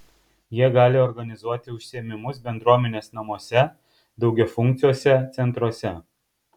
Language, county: Lithuanian, Kaunas